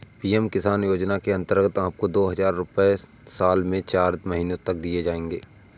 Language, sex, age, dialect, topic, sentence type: Hindi, male, 18-24, Awadhi Bundeli, agriculture, statement